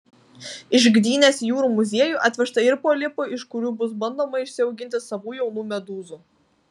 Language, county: Lithuanian, Vilnius